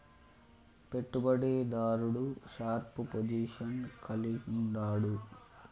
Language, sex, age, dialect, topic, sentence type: Telugu, male, 18-24, Southern, banking, statement